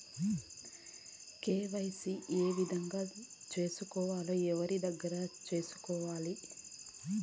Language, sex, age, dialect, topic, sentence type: Telugu, female, 31-35, Southern, banking, question